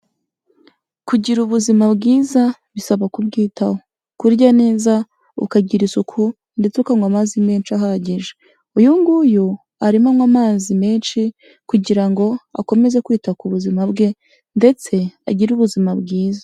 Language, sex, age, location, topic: Kinyarwanda, female, 18-24, Kigali, health